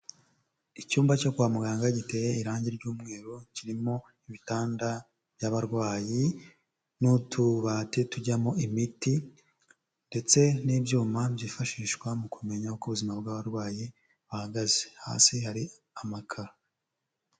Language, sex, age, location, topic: Kinyarwanda, male, 25-35, Huye, health